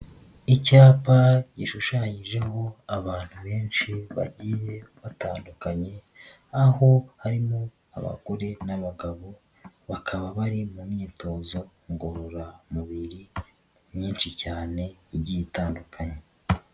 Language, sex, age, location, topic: Kinyarwanda, male, 50+, Nyagatare, education